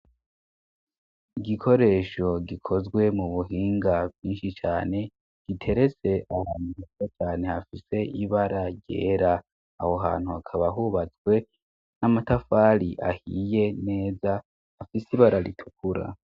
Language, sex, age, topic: Rundi, male, 25-35, education